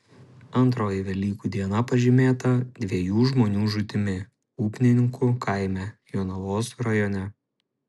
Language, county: Lithuanian, Šiauliai